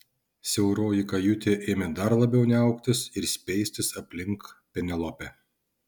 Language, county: Lithuanian, Šiauliai